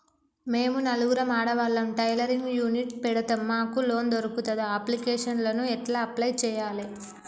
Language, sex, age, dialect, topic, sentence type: Telugu, female, 18-24, Telangana, banking, question